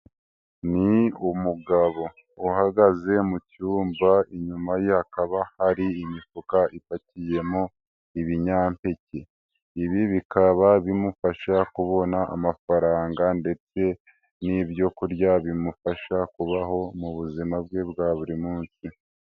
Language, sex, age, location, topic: Kinyarwanda, female, 18-24, Nyagatare, agriculture